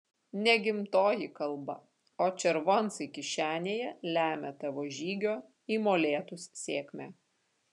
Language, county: Lithuanian, Vilnius